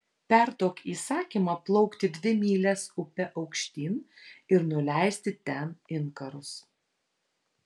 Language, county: Lithuanian, Vilnius